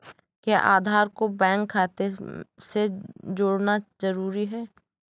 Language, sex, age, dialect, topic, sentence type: Hindi, female, 18-24, Awadhi Bundeli, banking, question